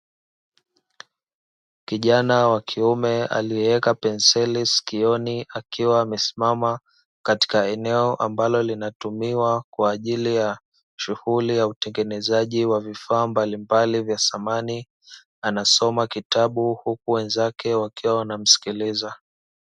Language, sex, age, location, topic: Swahili, male, 18-24, Dar es Salaam, education